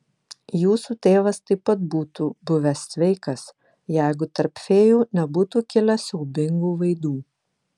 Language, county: Lithuanian, Vilnius